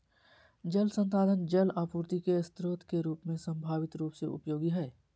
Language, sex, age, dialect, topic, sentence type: Magahi, male, 36-40, Southern, agriculture, statement